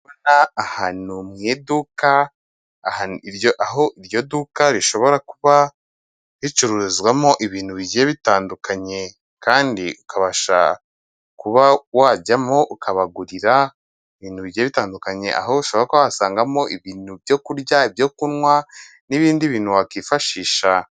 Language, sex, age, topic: Kinyarwanda, male, 25-35, finance